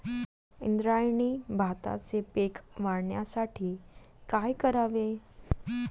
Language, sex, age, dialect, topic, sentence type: Marathi, female, 18-24, Standard Marathi, agriculture, question